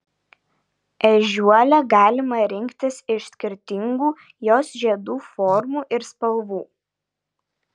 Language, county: Lithuanian, Vilnius